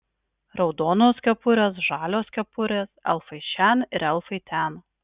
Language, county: Lithuanian, Marijampolė